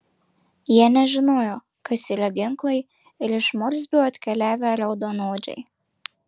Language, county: Lithuanian, Marijampolė